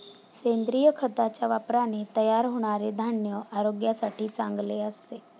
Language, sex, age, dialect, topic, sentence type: Marathi, female, 31-35, Standard Marathi, agriculture, statement